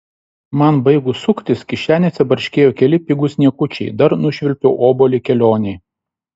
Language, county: Lithuanian, Šiauliai